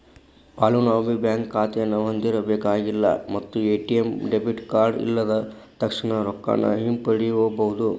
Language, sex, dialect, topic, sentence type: Kannada, male, Dharwad Kannada, banking, statement